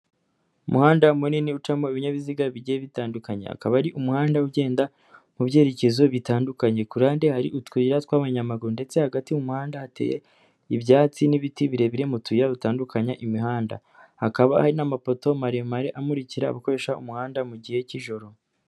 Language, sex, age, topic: Kinyarwanda, male, 25-35, government